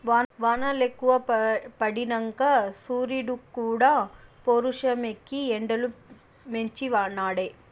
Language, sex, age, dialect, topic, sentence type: Telugu, female, 25-30, Southern, agriculture, statement